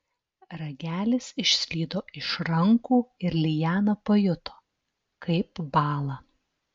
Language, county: Lithuanian, Telšiai